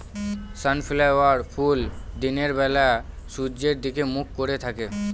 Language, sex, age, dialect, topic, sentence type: Bengali, male, 18-24, Northern/Varendri, agriculture, statement